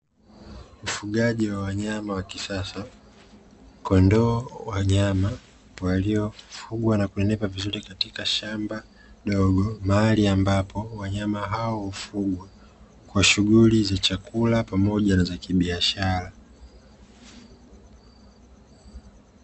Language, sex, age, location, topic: Swahili, male, 25-35, Dar es Salaam, agriculture